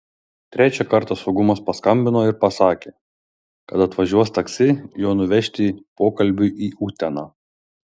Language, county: Lithuanian, Šiauliai